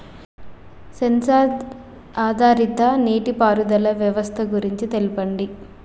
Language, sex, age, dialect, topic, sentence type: Telugu, female, 25-30, Telangana, agriculture, question